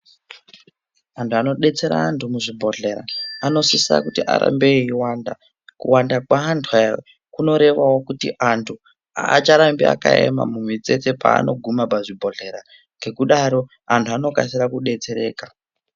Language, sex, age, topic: Ndau, male, 18-24, health